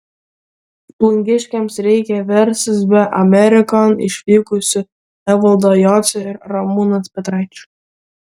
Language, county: Lithuanian, Vilnius